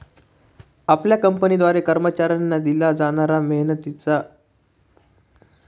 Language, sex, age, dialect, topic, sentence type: Marathi, male, 18-24, Northern Konkan, banking, statement